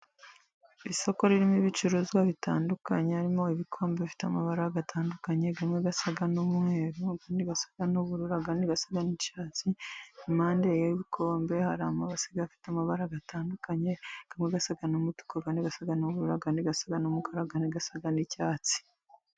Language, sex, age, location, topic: Kinyarwanda, female, 25-35, Musanze, finance